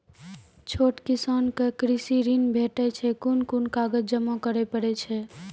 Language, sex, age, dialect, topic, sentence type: Maithili, female, 18-24, Angika, agriculture, question